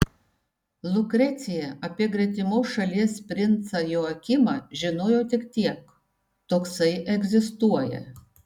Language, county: Lithuanian, Šiauliai